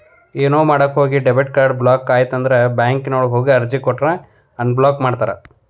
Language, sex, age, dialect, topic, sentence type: Kannada, male, 31-35, Dharwad Kannada, banking, statement